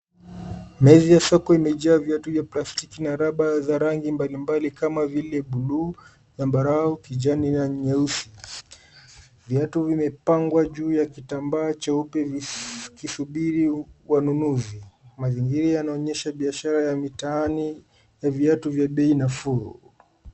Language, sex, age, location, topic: Swahili, male, 25-35, Nairobi, finance